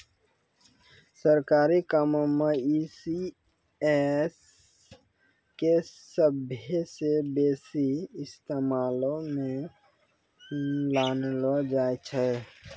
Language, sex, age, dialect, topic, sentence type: Maithili, male, 18-24, Angika, banking, statement